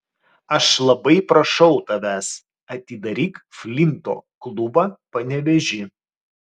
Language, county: Lithuanian, Vilnius